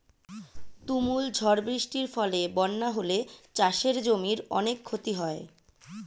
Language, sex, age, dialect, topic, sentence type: Bengali, female, 36-40, Standard Colloquial, agriculture, statement